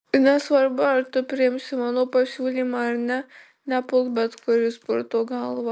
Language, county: Lithuanian, Marijampolė